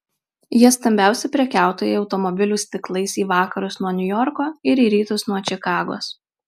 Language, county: Lithuanian, Marijampolė